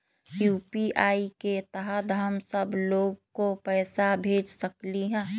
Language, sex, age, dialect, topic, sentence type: Magahi, female, 31-35, Western, banking, question